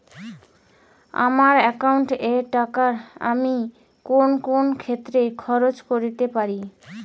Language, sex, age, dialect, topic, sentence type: Bengali, female, 25-30, Rajbangshi, banking, question